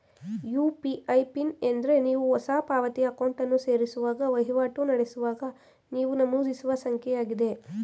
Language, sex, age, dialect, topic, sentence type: Kannada, female, 18-24, Mysore Kannada, banking, statement